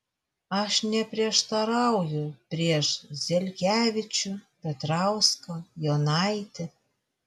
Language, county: Lithuanian, Vilnius